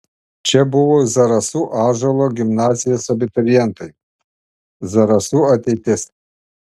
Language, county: Lithuanian, Panevėžys